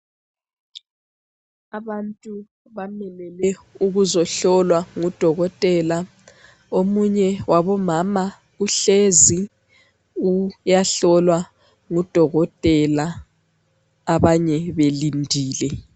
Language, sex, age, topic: North Ndebele, female, 25-35, health